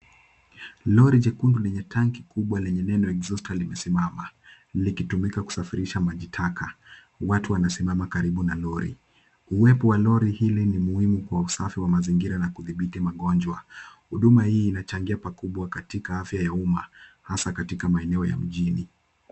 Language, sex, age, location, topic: Swahili, male, 18-24, Kisumu, health